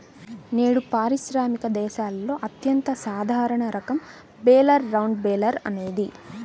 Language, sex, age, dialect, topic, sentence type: Telugu, female, 18-24, Central/Coastal, agriculture, statement